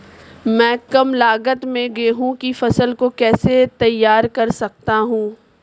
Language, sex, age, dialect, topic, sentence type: Hindi, female, 25-30, Marwari Dhudhari, agriculture, question